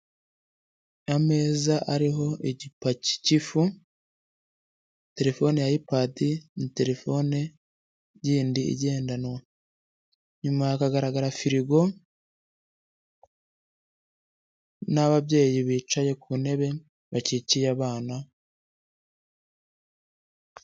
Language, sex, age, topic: Kinyarwanda, male, 25-35, health